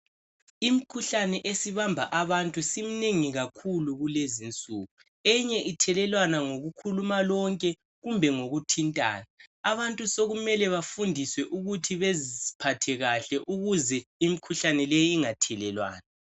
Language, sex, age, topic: North Ndebele, male, 18-24, health